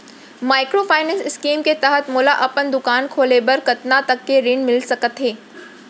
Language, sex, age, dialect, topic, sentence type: Chhattisgarhi, female, 46-50, Central, banking, question